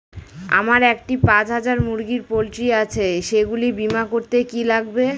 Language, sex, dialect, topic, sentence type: Bengali, female, Northern/Varendri, banking, question